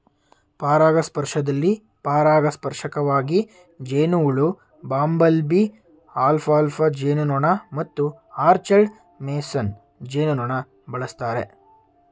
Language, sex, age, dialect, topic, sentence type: Kannada, male, 18-24, Mysore Kannada, agriculture, statement